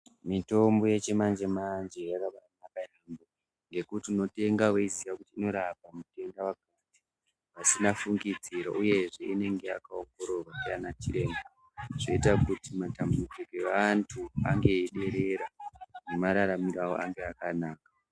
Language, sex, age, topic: Ndau, male, 18-24, health